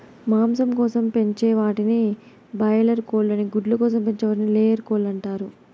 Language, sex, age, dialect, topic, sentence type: Telugu, female, 18-24, Southern, agriculture, statement